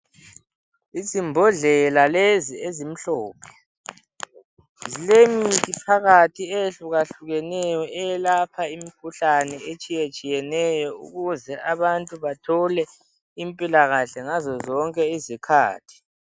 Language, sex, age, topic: North Ndebele, male, 18-24, health